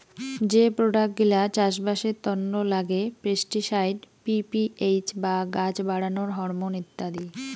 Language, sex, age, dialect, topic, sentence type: Bengali, female, 25-30, Rajbangshi, agriculture, statement